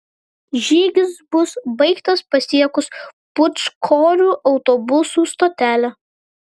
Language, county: Lithuanian, Vilnius